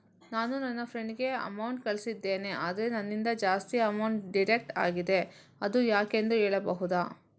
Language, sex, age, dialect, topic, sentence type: Kannada, female, 18-24, Coastal/Dakshin, banking, question